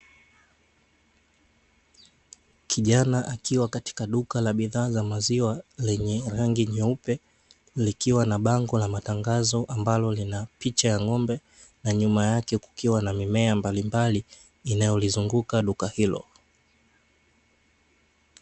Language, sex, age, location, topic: Swahili, male, 18-24, Dar es Salaam, finance